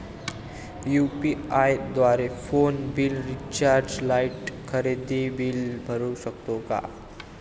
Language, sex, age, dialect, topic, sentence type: Marathi, male, 18-24, Standard Marathi, banking, question